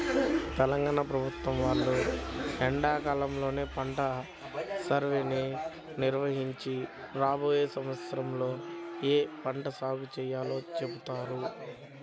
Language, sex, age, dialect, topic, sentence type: Telugu, male, 25-30, Central/Coastal, agriculture, statement